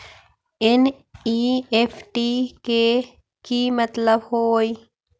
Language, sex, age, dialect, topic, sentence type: Magahi, female, 56-60, Central/Standard, banking, question